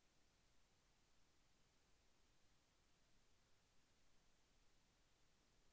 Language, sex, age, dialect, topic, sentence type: Telugu, male, 25-30, Central/Coastal, banking, question